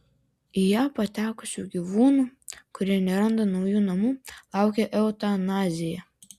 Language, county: Lithuanian, Klaipėda